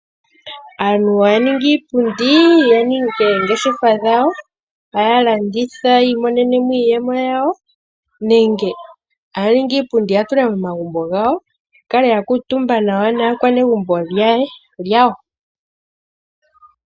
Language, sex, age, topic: Oshiwambo, female, 18-24, finance